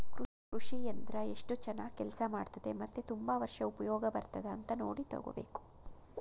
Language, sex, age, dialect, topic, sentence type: Kannada, female, 56-60, Mysore Kannada, agriculture, statement